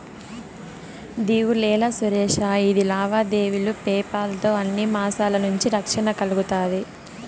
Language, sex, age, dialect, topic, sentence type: Telugu, female, 18-24, Southern, banking, statement